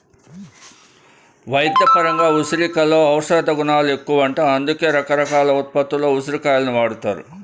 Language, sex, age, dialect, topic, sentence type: Telugu, male, 56-60, Central/Coastal, agriculture, statement